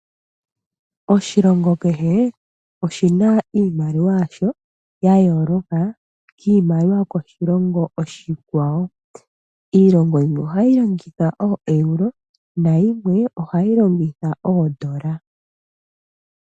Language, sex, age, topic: Oshiwambo, male, 25-35, finance